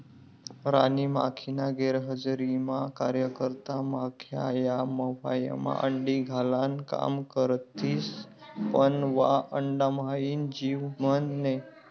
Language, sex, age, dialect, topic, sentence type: Marathi, male, 18-24, Northern Konkan, agriculture, statement